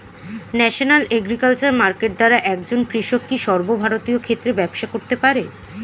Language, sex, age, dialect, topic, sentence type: Bengali, female, 18-24, Standard Colloquial, agriculture, question